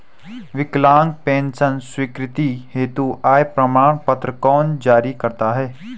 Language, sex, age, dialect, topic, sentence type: Hindi, male, 18-24, Garhwali, banking, question